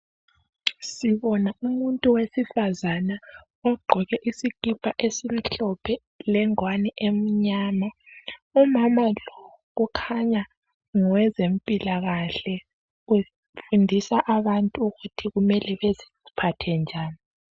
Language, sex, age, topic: North Ndebele, female, 25-35, health